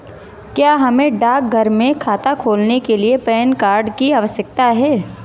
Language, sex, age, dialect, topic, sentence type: Hindi, female, 25-30, Marwari Dhudhari, banking, question